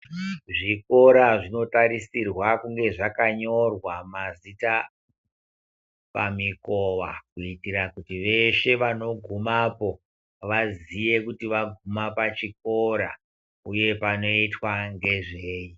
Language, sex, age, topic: Ndau, female, 50+, education